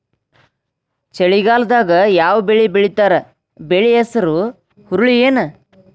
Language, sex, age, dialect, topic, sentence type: Kannada, male, 46-50, Dharwad Kannada, agriculture, question